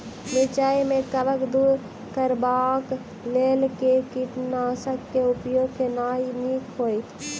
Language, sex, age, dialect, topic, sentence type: Maithili, female, 18-24, Southern/Standard, agriculture, question